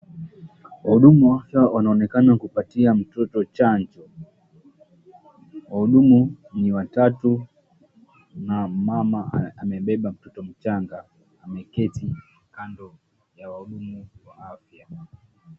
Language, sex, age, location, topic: Swahili, male, 18-24, Mombasa, health